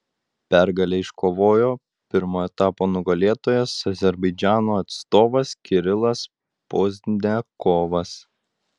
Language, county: Lithuanian, Utena